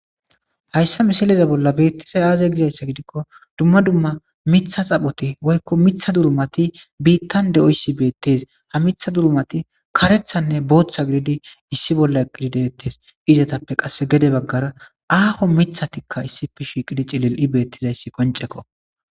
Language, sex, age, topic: Gamo, male, 18-24, agriculture